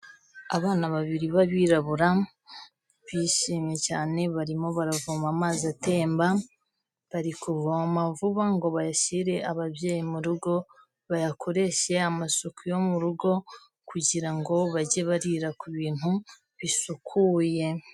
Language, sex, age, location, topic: Kinyarwanda, female, 18-24, Huye, health